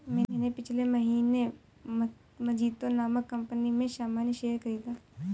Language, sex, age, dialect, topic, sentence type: Hindi, female, 18-24, Marwari Dhudhari, banking, statement